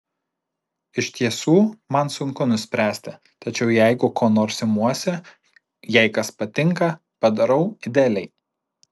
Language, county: Lithuanian, Alytus